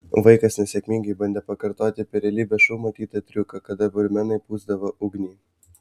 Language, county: Lithuanian, Vilnius